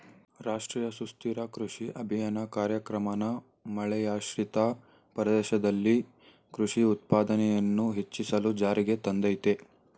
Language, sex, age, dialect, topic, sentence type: Kannada, male, 18-24, Mysore Kannada, agriculture, statement